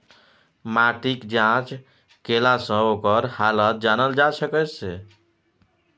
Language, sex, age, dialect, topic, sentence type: Maithili, male, 25-30, Bajjika, agriculture, statement